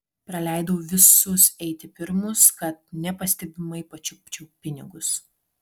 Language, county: Lithuanian, Alytus